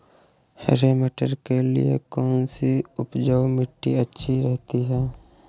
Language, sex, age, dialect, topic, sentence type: Hindi, male, 18-24, Awadhi Bundeli, agriculture, question